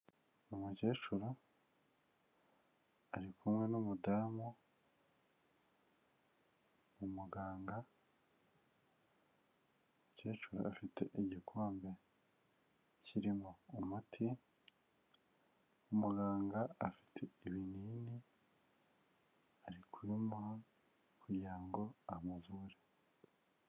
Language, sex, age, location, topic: Kinyarwanda, male, 25-35, Kigali, health